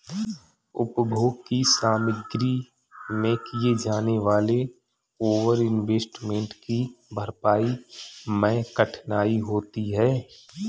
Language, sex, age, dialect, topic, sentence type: Hindi, male, 36-40, Marwari Dhudhari, banking, statement